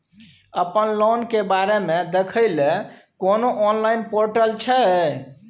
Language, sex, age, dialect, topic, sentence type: Maithili, male, 36-40, Bajjika, banking, question